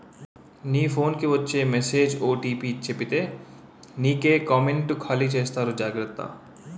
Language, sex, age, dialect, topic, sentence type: Telugu, male, 31-35, Utterandhra, banking, statement